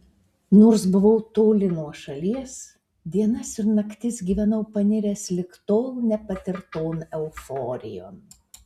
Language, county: Lithuanian, Alytus